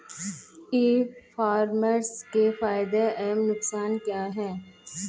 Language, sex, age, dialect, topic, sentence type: Hindi, male, 25-30, Hindustani Malvi Khadi Boli, agriculture, question